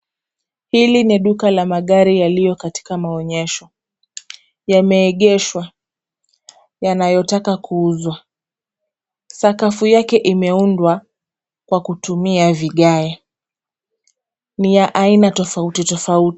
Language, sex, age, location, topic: Swahili, female, 25-35, Kisumu, finance